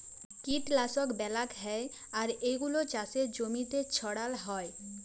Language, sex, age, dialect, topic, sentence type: Bengali, female, 18-24, Jharkhandi, agriculture, statement